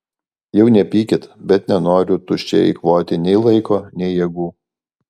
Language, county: Lithuanian, Alytus